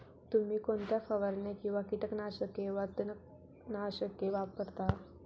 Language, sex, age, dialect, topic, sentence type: Marathi, female, 18-24, Standard Marathi, agriculture, question